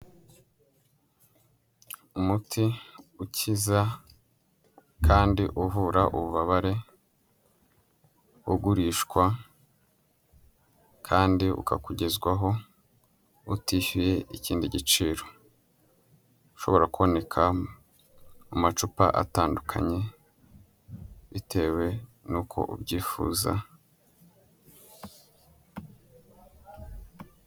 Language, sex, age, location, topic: Kinyarwanda, male, 18-24, Huye, health